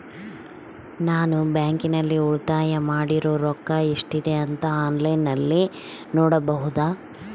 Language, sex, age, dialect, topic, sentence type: Kannada, female, 36-40, Central, banking, question